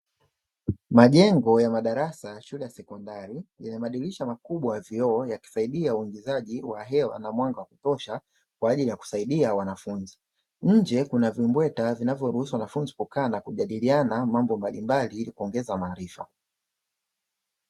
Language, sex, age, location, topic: Swahili, male, 25-35, Dar es Salaam, education